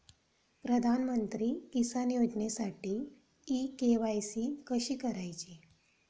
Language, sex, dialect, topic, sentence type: Marathi, female, Standard Marathi, agriculture, question